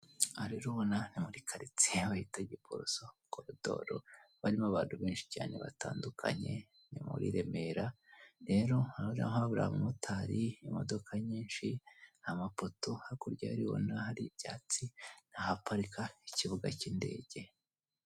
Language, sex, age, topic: Kinyarwanda, female, 18-24, government